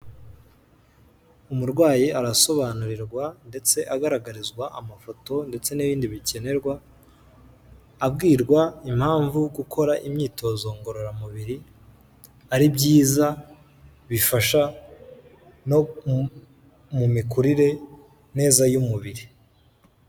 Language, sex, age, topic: Kinyarwanda, male, 18-24, health